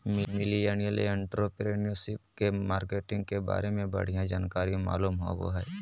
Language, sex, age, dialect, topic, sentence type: Magahi, male, 25-30, Southern, banking, statement